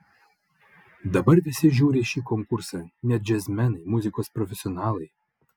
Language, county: Lithuanian, Vilnius